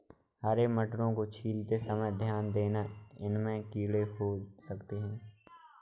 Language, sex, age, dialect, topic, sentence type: Hindi, male, 18-24, Awadhi Bundeli, agriculture, statement